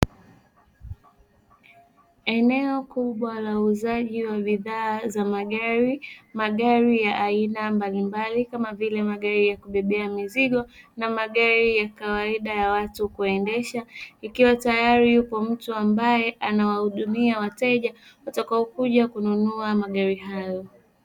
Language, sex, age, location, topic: Swahili, female, 25-35, Dar es Salaam, finance